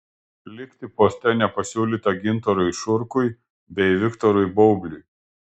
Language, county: Lithuanian, Klaipėda